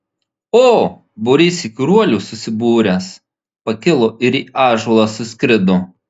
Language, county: Lithuanian, Marijampolė